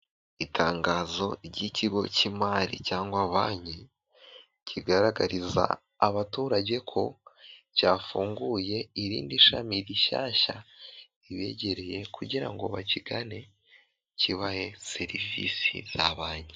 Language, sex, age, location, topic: Kinyarwanda, male, 18-24, Kigali, finance